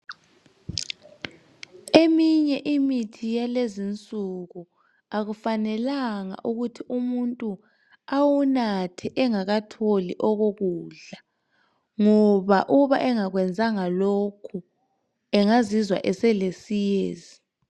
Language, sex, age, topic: North Ndebele, male, 18-24, health